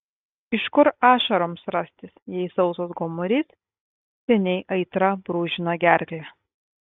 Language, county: Lithuanian, Kaunas